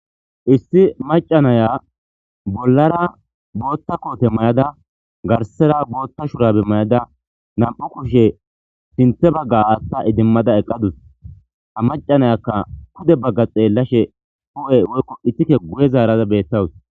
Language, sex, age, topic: Gamo, male, 18-24, government